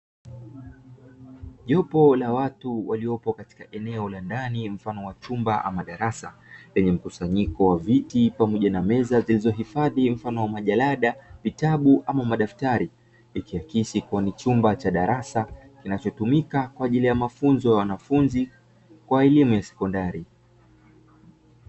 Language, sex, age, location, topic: Swahili, male, 25-35, Dar es Salaam, education